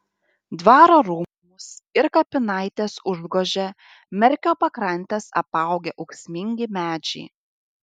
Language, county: Lithuanian, Šiauliai